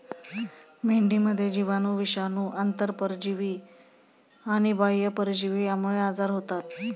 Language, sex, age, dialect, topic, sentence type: Marathi, female, 31-35, Standard Marathi, agriculture, statement